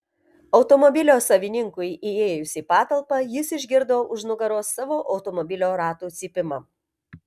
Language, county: Lithuanian, Telšiai